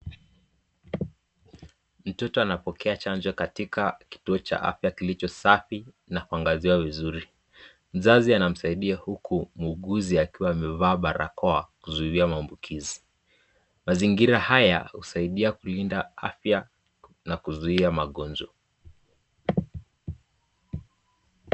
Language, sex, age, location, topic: Swahili, male, 18-24, Nakuru, health